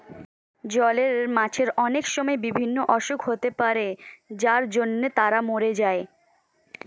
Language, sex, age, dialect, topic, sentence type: Bengali, female, 18-24, Standard Colloquial, agriculture, statement